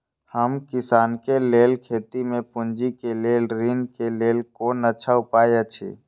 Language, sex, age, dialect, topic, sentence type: Maithili, male, 25-30, Eastern / Thethi, agriculture, question